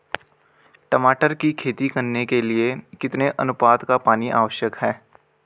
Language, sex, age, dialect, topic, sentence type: Hindi, male, 18-24, Garhwali, agriculture, question